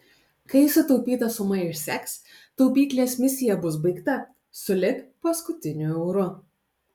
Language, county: Lithuanian, Alytus